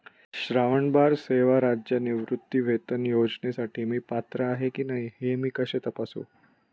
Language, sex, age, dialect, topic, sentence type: Marathi, male, 25-30, Standard Marathi, banking, question